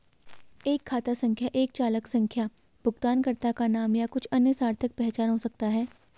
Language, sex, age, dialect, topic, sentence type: Hindi, female, 18-24, Garhwali, banking, statement